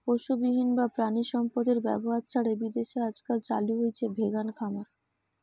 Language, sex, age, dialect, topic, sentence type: Bengali, female, 18-24, Western, agriculture, statement